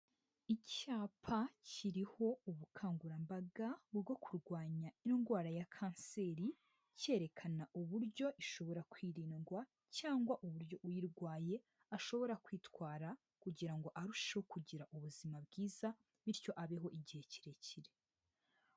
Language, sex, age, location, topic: Kinyarwanda, female, 18-24, Huye, health